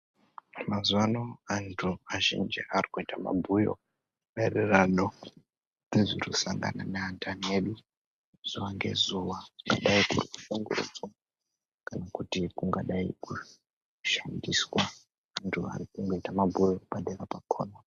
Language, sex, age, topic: Ndau, female, 18-24, health